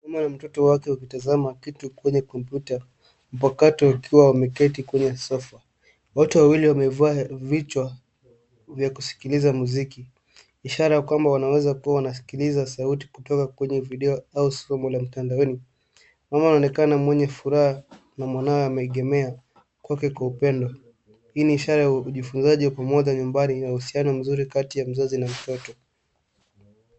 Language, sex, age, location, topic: Swahili, male, 18-24, Nairobi, education